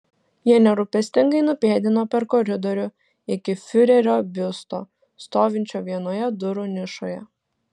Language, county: Lithuanian, Šiauliai